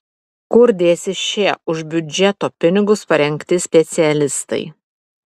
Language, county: Lithuanian, Vilnius